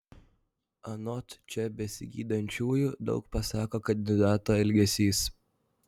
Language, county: Lithuanian, Vilnius